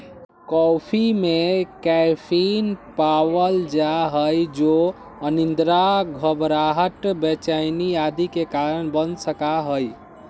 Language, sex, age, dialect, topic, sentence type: Magahi, male, 18-24, Western, agriculture, statement